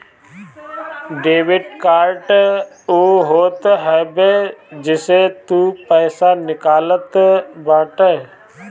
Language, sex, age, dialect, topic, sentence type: Bhojpuri, male, 25-30, Northern, banking, statement